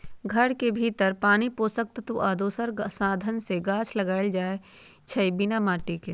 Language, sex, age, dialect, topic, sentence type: Magahi, female, 60-100, Western, agriculture, statement